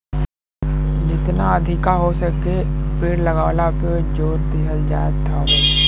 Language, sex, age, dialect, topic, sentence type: Bhojpuri, male, 18-24, Western, agriculture, statement